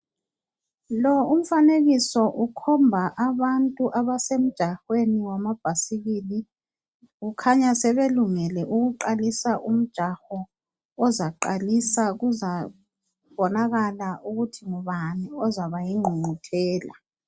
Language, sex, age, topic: North Ndebele, female, 50+, health